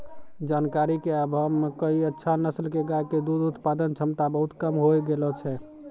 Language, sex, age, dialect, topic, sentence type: Maithili, male, 36-40, Angika, agriculture, statement